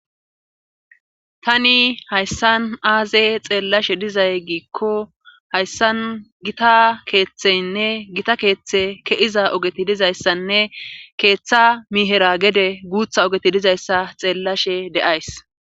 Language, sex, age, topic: Gamo, female, 25-35, government